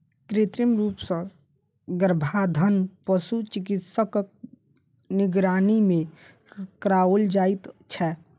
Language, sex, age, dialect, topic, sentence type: Maithili, male, 25-30, Southern/Standard, agriculture, statement